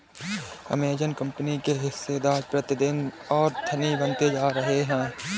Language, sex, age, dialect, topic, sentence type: Hindi, male, 25-30, Marwari Dhudhari, banking, statement